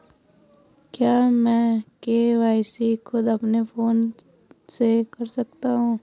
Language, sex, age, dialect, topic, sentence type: Hindi, female, 18-24, Hindustani Malvi Khadi Boli, banking, question